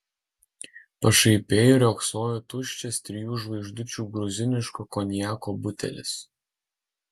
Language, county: Lithuanian, Alytus